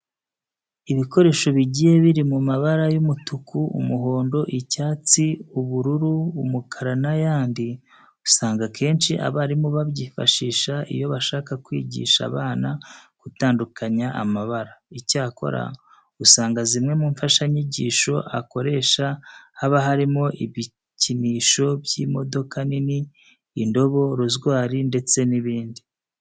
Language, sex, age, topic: Kinyarwanda, male, 36-49, education